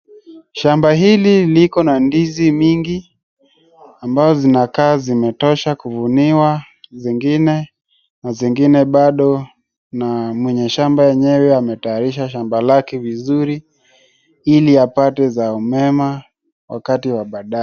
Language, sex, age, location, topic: Swahili, male, 18-24, Wajir, agriculture